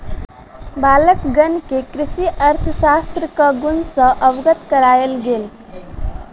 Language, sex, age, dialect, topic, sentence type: Maithili, female, 18-24, Southern/Standard, banking, statement